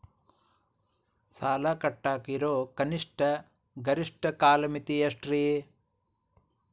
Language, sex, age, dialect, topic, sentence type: Kannada, male, 46-50, Dharwad Kannada, banking, question